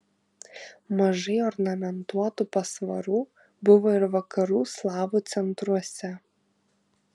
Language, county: Lithuanian, Kaunas